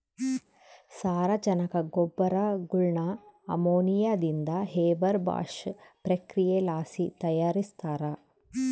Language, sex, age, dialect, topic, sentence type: Kannada, female, 31-35, Central, agriculture, statement